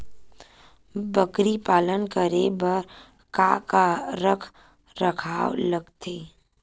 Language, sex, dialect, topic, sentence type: Chhattisgarhi, female, Western/Budati/Khatahi, agriculture, question